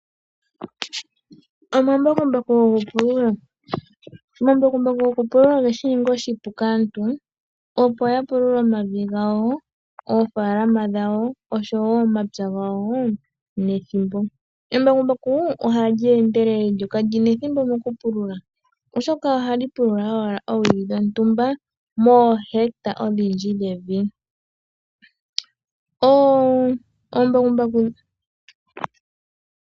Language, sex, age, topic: Oshiwambo, female, 18-24, agriculture